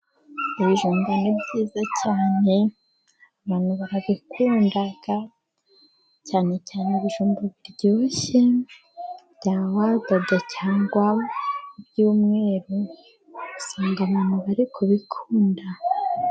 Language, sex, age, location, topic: Kinyarwanda, female, 25-35, Musanze, agriculture